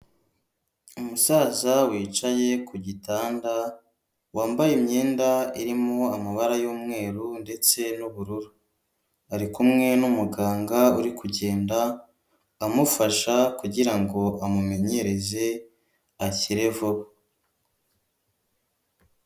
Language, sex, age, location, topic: Kinyarwanda, female, 36-49, Huye, health